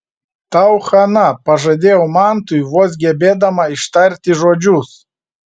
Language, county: Lithuanian, Vilnius